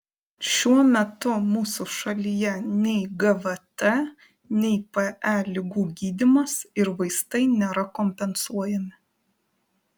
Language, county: Lithuanian, Panevėžys